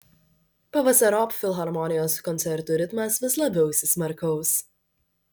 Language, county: Lithuanian, Vilnius